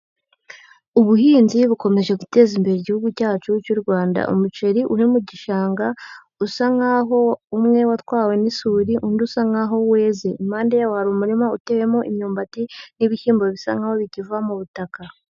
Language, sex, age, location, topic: Kinyarwanda, female, 18-24, Huye, agriculture